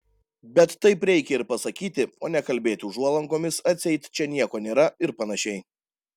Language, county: Lithuanian, Panevėžys